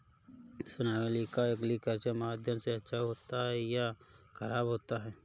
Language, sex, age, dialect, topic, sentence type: Hindi, male, 31-35, Awadhi Bundeli, agriculture, question